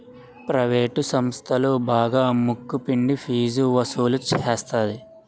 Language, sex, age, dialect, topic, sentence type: Telugu, male, 56-60, Utterandhra, banking, statement